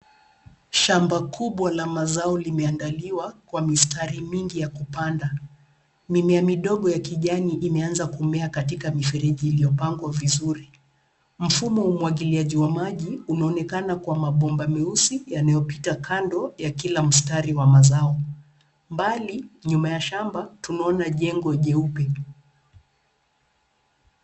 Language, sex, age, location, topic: Swahili, female, 36-49, Nairobi, agriculture